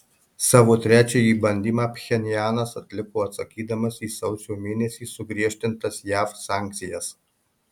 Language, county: Lithuanian, Marijampolė